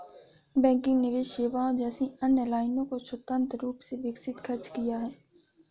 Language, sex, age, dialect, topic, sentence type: Hindi, female, 56-60, Awadhi Bundeli, banking, statement